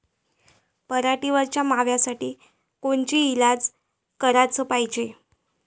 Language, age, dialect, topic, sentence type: Marathi, 25-30, Varhadi, agriculture, question